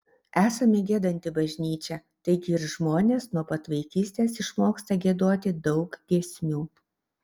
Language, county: Lithuanian, Šiauliai